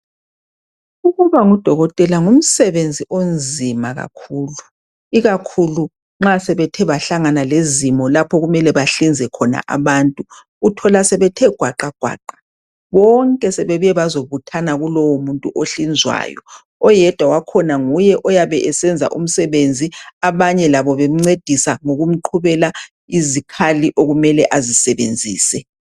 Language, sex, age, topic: North Ndebele, female, 25-35, health